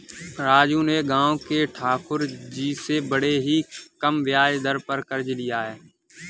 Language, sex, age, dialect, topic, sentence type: Hindi, male, 18-24, Kanauji Braj Bhasha, banking, statement